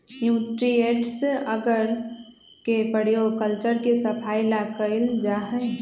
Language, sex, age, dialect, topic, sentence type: Magahi, female, 25-30, Western, agriculture, statement